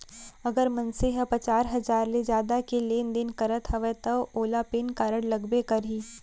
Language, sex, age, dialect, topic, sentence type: Chhattisgarhi, female, 18-24, Central, banking, statement